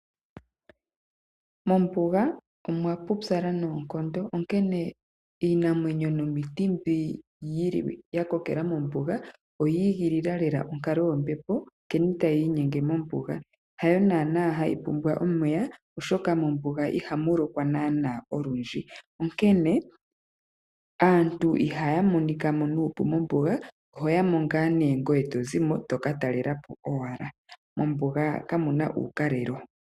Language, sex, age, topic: Oshiwambo, female, 25-35, agriculture